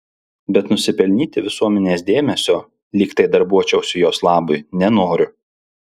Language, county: Lithuanian, Alytus